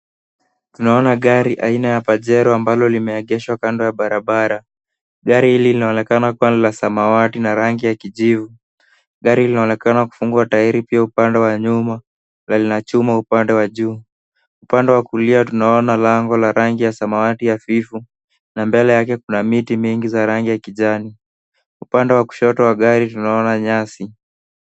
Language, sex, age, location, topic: Swahili, male, 18-24, Nairobi, finance